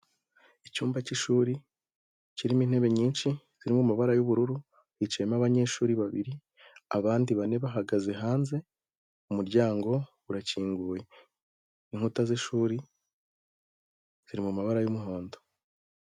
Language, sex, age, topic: Kinyarwanda, male, 18-24, education